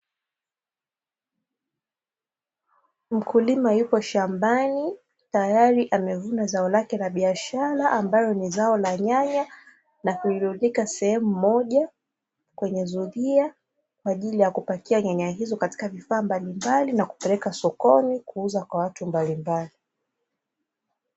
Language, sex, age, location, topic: Swahili, female, 18-24, Dar es Salaam, agriculture